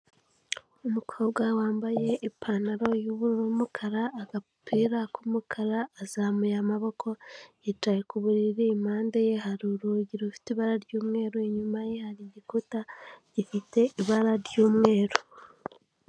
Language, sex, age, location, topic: Kinyarwanda, female, 18-24, Kigali, health